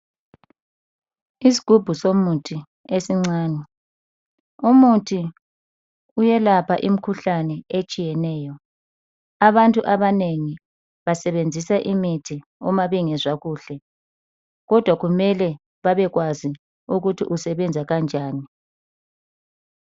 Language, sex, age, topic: North Ndebele, female, 36-49, health